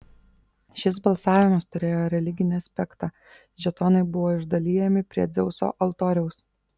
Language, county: Lithuanian, Vilnius